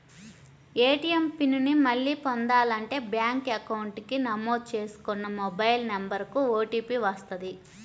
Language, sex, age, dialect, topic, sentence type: Telugu, female, 31-35, Central/Coastal, banking, statement